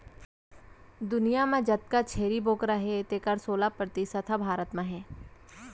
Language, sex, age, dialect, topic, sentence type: Chhattisgarhi, female, 25-30, Central, agriculture, statement